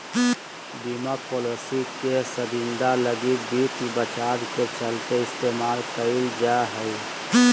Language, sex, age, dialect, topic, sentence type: Magahi, male, 36-40, Southern, banking, statement